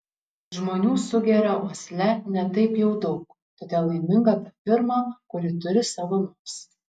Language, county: Lithuanian, Šiauliai